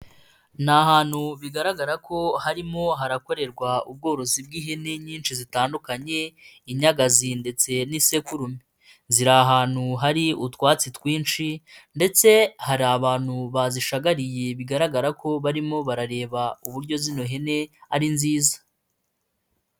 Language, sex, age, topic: Kinyarwanda, female, 25-35, agriculture